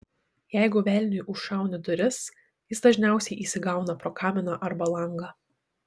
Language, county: Lithuanian, Šiauliai